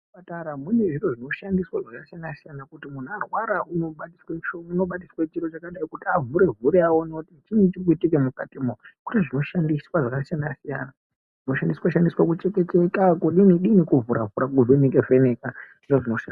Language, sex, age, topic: Ndau, male, 18-24, health